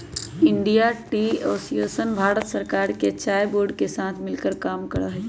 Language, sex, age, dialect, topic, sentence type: Magahi, male, 18-24, Western, agriculture, statement